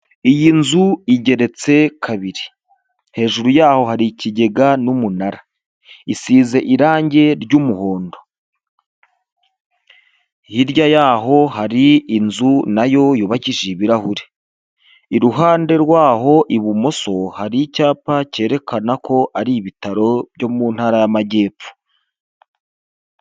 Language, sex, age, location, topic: Kinyarwanda, male, 25-35, Huye, health